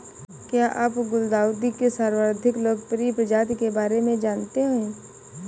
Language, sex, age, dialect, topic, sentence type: Hindi, female, 18-24, Awadhi Bundeli, agriculture, statement